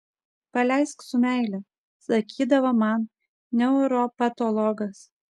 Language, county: Lithuanian, Kaunas